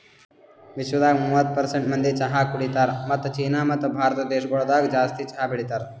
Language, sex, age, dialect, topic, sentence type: Kannada, male, 18-24, Northeastern, agriculture, statement